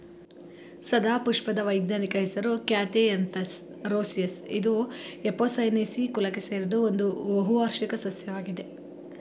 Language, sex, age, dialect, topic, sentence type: Kannada, female, 25-30, Mysore Kannada, agriculture, statement